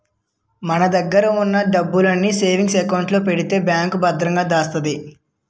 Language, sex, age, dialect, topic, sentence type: Telugu, male, 18-24, Utterandhra, banking, statement